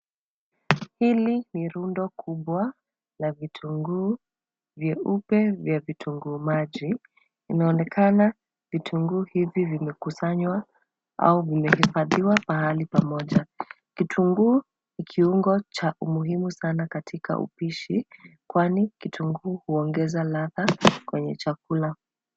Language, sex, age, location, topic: Swahili, female, 25-35, Nairobi, agriculture